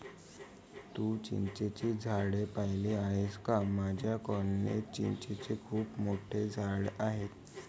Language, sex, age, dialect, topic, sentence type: Marathi, male, 18-24, Varhadi, agriculture, statement